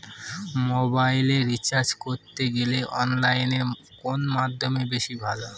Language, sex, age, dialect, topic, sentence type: Bengali, female, 25-30, Northern/Varendri, banking, question